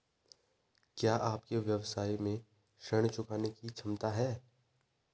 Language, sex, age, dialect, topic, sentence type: Hindi, male, 25-30, Hindustani Malvi Khadi Boli, banking, question